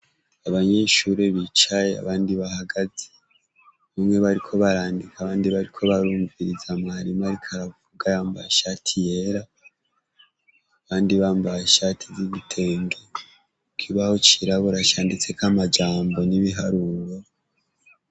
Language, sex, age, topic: Rundi, male, 18-24, education